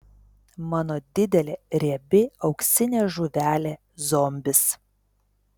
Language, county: Lithuanian, Telšiai